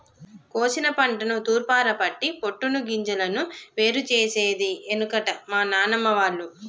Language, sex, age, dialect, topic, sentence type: Telugu, female, 36-40, Telangana, agriculture, statement